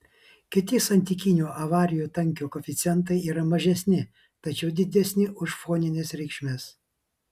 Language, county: Lithuanian, Vilnius